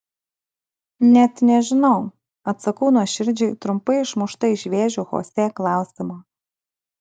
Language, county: Lithuanian, Kaunas